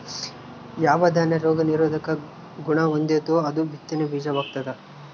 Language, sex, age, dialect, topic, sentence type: Kannada, male, 18-24, Central, agriculture, statement